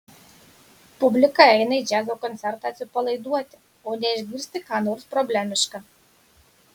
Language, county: Lithuanian, Marijampolė